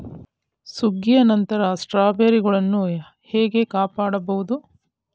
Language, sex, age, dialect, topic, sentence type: Kannada, female, 46-50, Mysore Kannada, agriculture, question